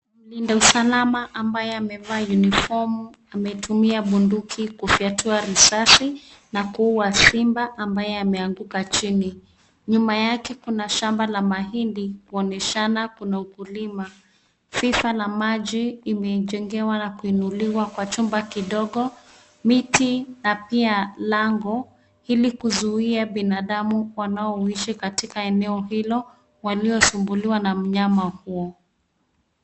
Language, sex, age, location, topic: Swahili, female, 36-49, Nairobi, government